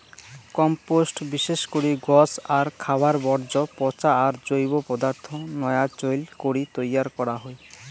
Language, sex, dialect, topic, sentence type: Bengali, male, Rajbangshi, agriculture, statement